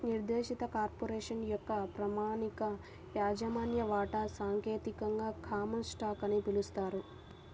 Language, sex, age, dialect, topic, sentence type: Telugu, female, 18-24, Central/Coastal, banking, statement